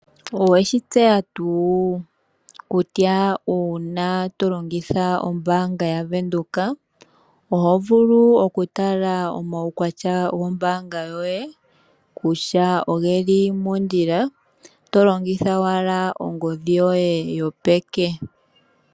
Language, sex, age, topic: Oshiwambo, female, 18-24, finance